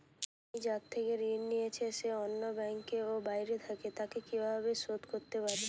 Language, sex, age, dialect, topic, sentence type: Bengali, female, 18-24, Western, banking, question